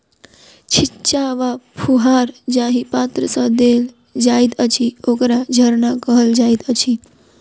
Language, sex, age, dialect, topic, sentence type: Maithili, female, 41-45, Southern/Standard, agriculture, statement